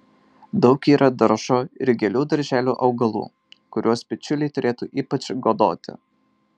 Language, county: Lithuanian, Marijampolė